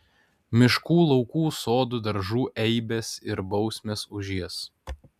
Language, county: Lithuanian, Kaunas